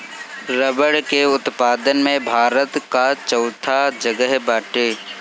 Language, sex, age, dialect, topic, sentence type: Bhojpuri, male, 18-24, Northern, agriculture, statement